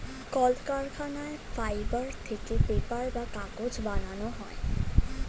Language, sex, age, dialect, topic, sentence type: Bengali, female, 18-24, Standard Colloquial, agriculture, statement